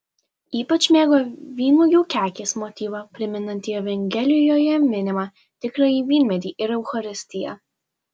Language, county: Lithuanian, Alytus